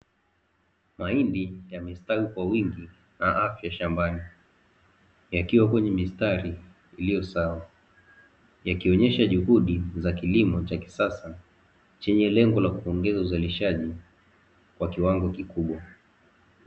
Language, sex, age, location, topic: Swahili, male, 18-24, Dar es Salaam, agriculture